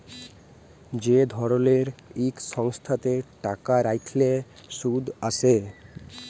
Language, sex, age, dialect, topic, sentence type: Bengali, male, 18-24, Jharkhandi, banking, statement